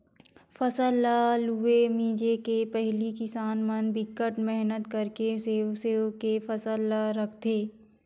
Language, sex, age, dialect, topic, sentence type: Chhattisgarhi, female, 25-30, Western/Budati/Khatahi, agriculture, statement